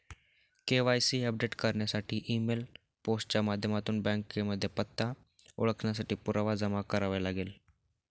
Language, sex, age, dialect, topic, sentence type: Marathi, male, 18-24, Northern Konkan, banking, statement